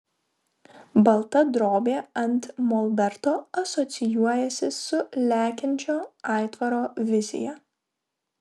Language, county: Lithuanian, Vilnius